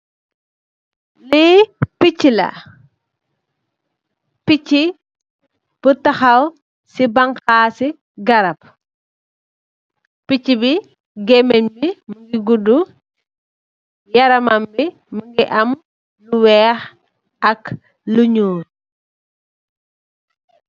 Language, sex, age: Wolof, female, 25-35